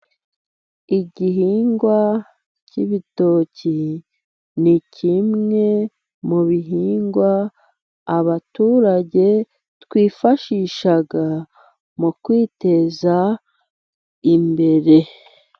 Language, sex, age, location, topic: Kinyarwanda, female, 25-35, Musanze, agriculture